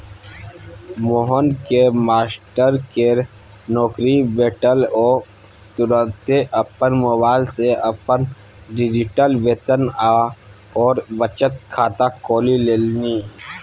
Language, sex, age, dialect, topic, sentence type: Maithili, male, 31-35, Bajjika, banking, statement